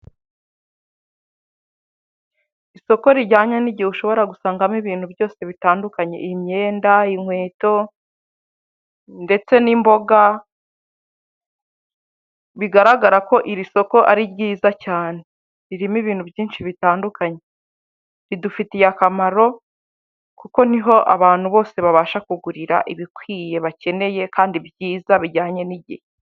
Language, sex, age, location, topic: Kinyarwanda, female, 25-35, Huye, finance